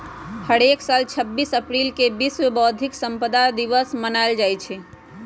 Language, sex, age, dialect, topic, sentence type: Magahi, female, 31-35, Western, banking, statement